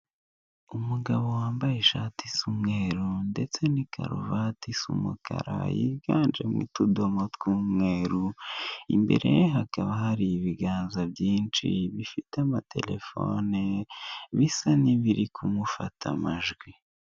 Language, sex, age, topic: Kinyarwanda, male, 18-24, finance